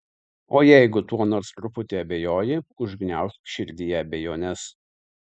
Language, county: Lithuanian, Tauragė